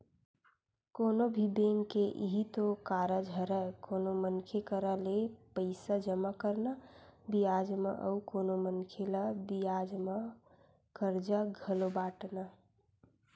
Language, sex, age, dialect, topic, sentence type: Chhattisgarhi, female, 18-24, Western/Budati/Khatahi, banking, statement